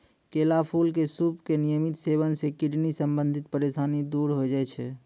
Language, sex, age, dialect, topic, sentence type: Maithili, male, 18-24, Angika, agriculture, statement